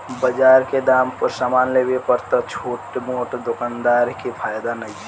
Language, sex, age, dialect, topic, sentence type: Bhojpuri, male, <18, Southern / Standard, agriculture, statement